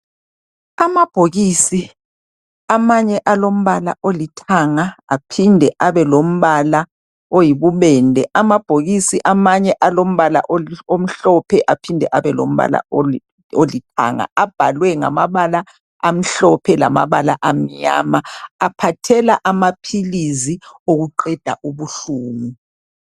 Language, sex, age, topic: North Ndebele, female, 50+, health